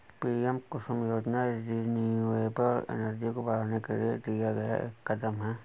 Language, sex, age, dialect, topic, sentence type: Hindi, male, 25-30, Awadhi Bundeli, agriculture, statement